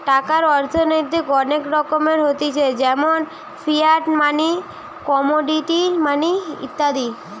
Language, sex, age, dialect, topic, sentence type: Bengali, female, 18-24, Western, banking, statement